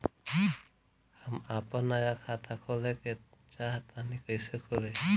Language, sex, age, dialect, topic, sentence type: Bhojpuri, male, 25-30, Northern, banking, question